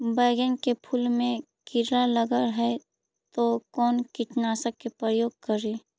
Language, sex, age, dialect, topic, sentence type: Magahi, female, 25-30, Central/Standard, agriculture, question